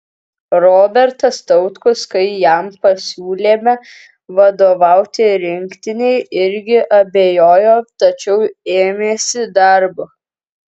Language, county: Lithuanian, Kaunas